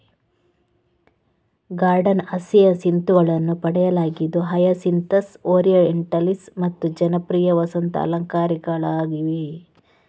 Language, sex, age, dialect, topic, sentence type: Kannada, female, 31-35, Coastal/Dakshin, agriculture, statement